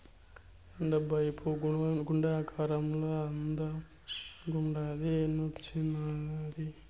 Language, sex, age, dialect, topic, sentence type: Telugu, male, 25-30, Southern, agriculture, statement